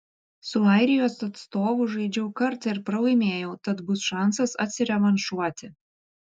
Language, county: Lithuanian, Vilnius